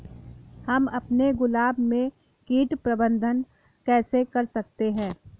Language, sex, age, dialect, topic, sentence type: Hindi, female, 18-24, Awadhi Bundeli, agriculture, question